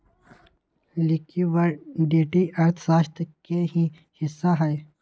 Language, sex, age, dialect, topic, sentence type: Magahi, male, 18-24, Western, banking, statement